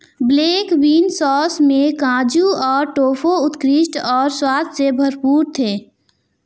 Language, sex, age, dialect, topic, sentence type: Hindi, female, 18-24, Marwari Dhudhari, agriculture, statement